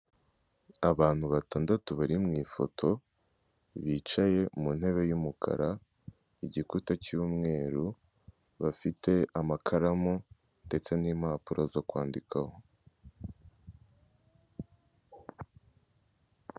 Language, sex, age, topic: Kinyarwanda, male, 18-24, government